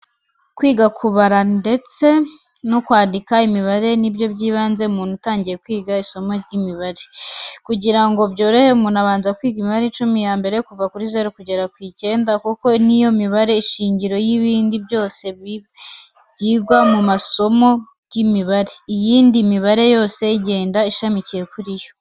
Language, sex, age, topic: Kinyarwanda, female, 18-24, education